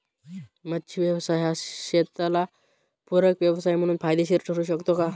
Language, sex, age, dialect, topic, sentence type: Marathi, male, 18-24, Northern Konkan, agriculture, question